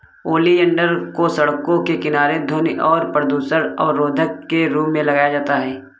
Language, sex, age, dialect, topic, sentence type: Hindi, male, 18-24, Kanauji Braj Bhasha, agriculture, statement